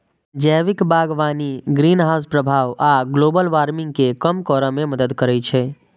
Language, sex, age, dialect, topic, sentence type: Maithili, male, 25-30, Eastern / Thethi, agriculture, statement